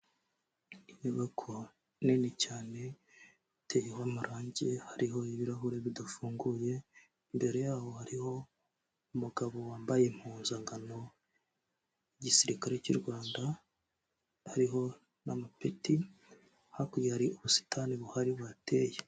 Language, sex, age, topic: Kinyarwanda, male, 25-35, health